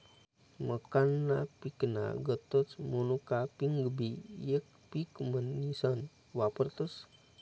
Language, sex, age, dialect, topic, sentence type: Marathi, male, 31-35, Northern Konkan, agriculture, statement